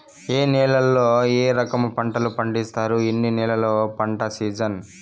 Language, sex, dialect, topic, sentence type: Telugu, male, Southern, agriculture, question